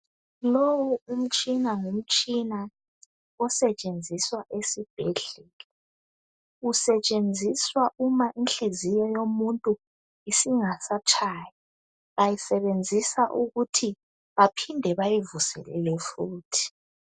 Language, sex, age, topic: North Ndebele, female, 18-24, health